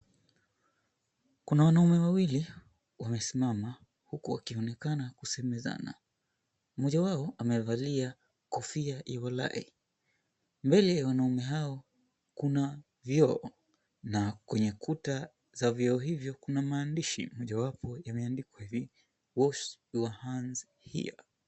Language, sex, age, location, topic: Swahili, male, 25-35, Mombasa, health